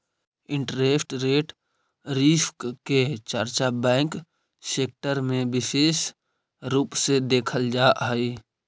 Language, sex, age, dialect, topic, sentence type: Magahi, male, 31-35, Central/Standard, agriculture, statement